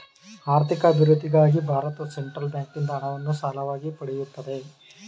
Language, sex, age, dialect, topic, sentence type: Kannada, male, 36-40, Mysore Kannada, banking, statement